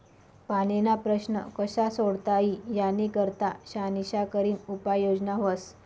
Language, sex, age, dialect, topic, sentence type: Marathi, female, 25-30, Northern Konkan, banking, statement